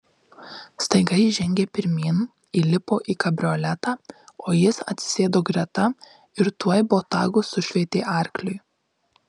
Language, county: Lithuanian, Marijampolė